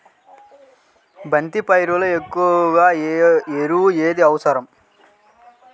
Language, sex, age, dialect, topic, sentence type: Telugu, male, 31-35, Central/Coastal, agriculture, question